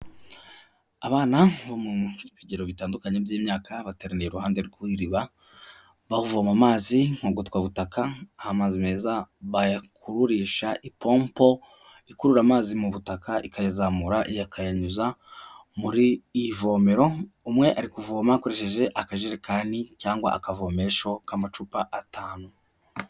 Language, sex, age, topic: Kinyarwanda, male, 18-24, health